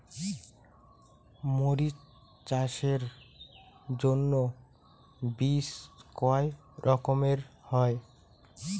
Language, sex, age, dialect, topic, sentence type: Bengali, male, 18-24, Rajbangshi, agriculture, question